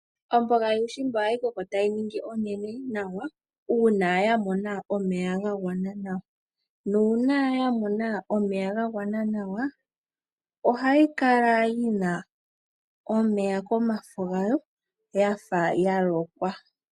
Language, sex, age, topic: Oshiwambo, female, 18-24, agriculture